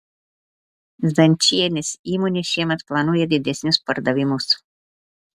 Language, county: Lithuanian, Telšiai